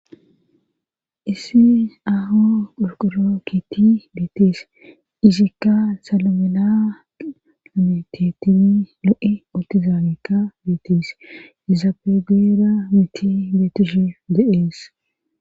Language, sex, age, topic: Gamo, female, 25-35, government